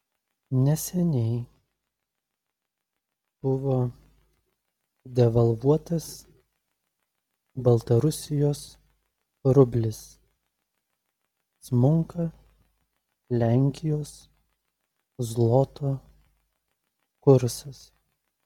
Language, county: Lithuanian, Telšiai